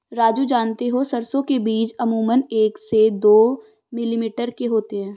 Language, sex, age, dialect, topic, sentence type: Hindi, female, 18-24, Marwari Dhudhari, agriculture, statement